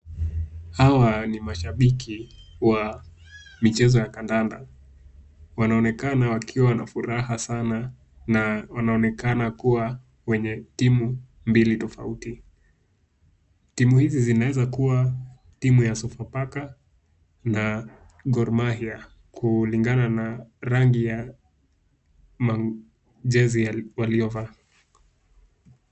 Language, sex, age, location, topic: Swahili, male, 18-24, Kisumu, government